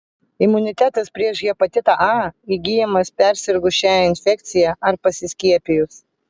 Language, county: Lithuanian, Vilnius